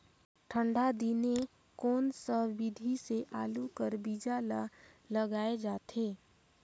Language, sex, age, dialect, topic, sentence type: Chhattisgarhi, female, 18-24, Northern/Bhandar, agriculture, question